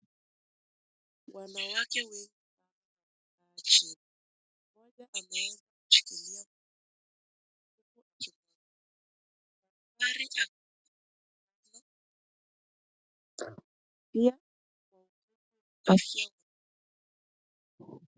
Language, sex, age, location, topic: Swahili, female, 18-24, Nakuru, health